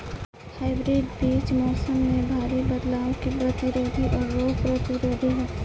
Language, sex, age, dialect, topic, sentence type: Bhojpuri, female, 18-24, Southern / Standard, agriculture, statement